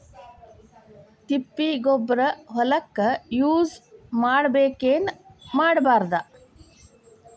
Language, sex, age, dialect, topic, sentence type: Kannada, female, 18-24, Dharwad Kannada, agriculture, question